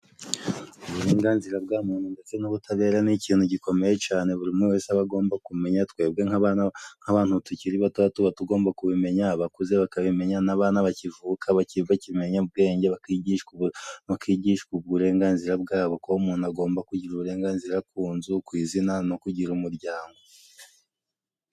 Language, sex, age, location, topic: Kinyarwanda, male, 25-35, Musanze, government